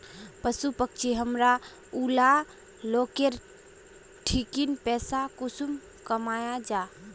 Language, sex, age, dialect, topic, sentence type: Magahi, female, 18-24, Northeastern/Surjapuri, agriculture, question